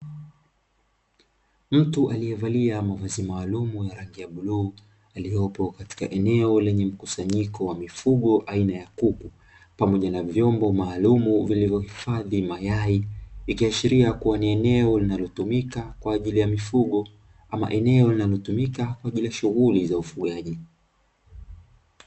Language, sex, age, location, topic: Swahili, male, 25-35, Dar es Salaam, agriculture